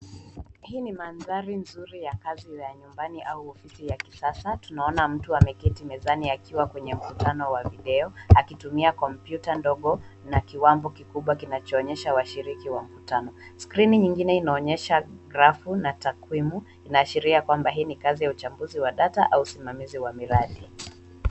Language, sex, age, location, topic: Swahili, female, 18-24, Nairobi, education